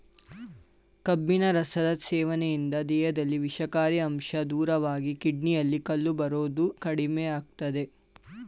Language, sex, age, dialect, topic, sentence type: Kannada, male, 18-24, Mysore Kannada, agriculture, statement